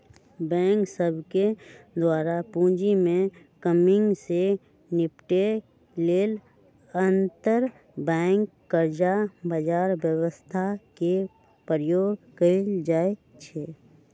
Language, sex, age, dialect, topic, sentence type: Magahi, female, 31-35, Western, banking, statement